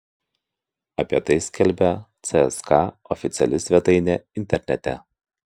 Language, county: Lithuanian, Kaunas